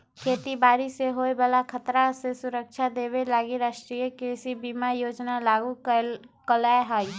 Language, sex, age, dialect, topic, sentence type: Magahi, female, 18-24, Western, agriculture, statement